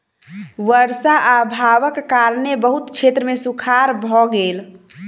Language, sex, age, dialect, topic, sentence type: Maithili, female, 18-24, Southern/Standard, agriculture, statement